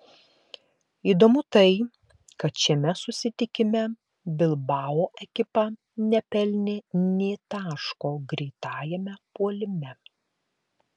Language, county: Lithuanian, Klaipėda